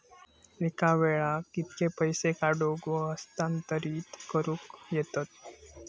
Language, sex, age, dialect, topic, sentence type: Marathi, male, 18-24, Southern Konkan, banking, question